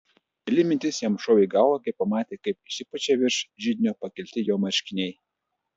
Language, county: Lithuanian, Telšiai